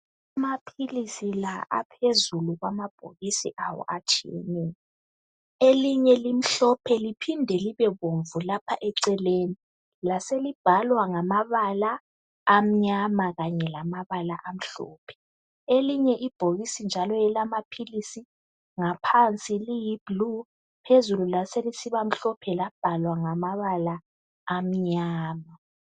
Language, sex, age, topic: North Ndebele, female, 18-24, health